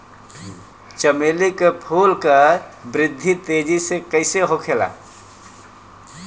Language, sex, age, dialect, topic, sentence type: Bhojpuri, male, 36-40, Western, agriculture, question